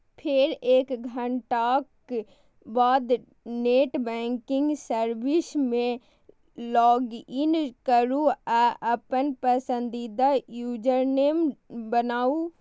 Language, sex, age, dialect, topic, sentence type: Maithili, female, 36-40, Eastern / Thethi, banking, statement